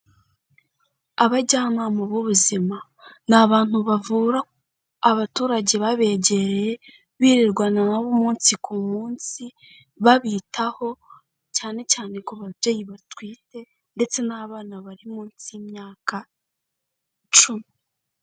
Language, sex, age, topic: Kinyarwanda, female, 18-24, health